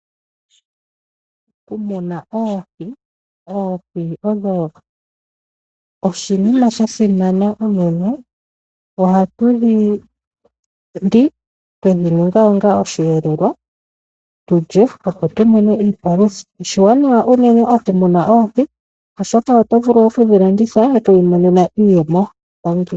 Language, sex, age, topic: Oshiwambo, female, 25-35, agriculture